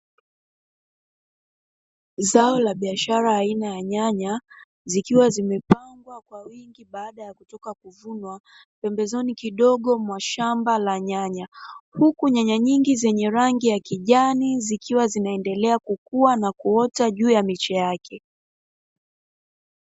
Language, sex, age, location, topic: Swahili, female, 25-35, Dar es Salaam, agriculture